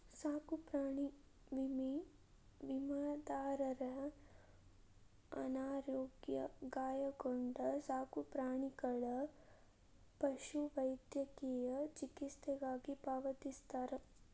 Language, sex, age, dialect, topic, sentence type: Kannada, female, 25-30, Dharwad Kannada, banking, statement